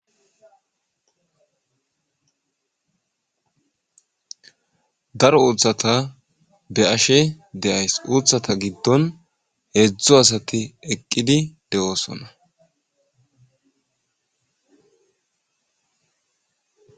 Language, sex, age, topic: Gamo, male, 25-35, agriculture